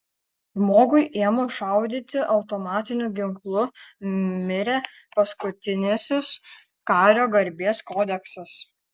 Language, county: Lithuanian, Kaunas